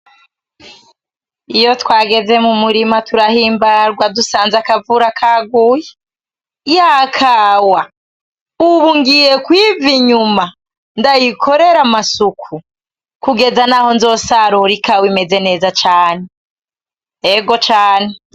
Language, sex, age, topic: Rundi, female, 25-35, agriculture